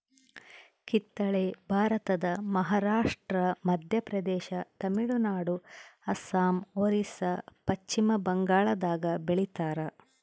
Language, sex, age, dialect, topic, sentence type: Kannada, female, 31-35, Central, agriculture, statement